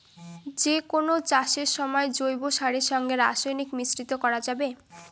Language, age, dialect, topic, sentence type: Bengali, <18, Rajbangshi, agriculture, question